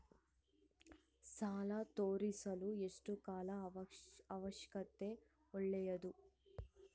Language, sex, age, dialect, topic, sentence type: Kannada, female, 18-24, Central, banking, question